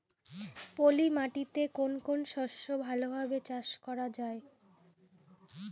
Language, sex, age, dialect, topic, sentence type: Bengali, female, 25-30, Rajbangshi, agriculture, question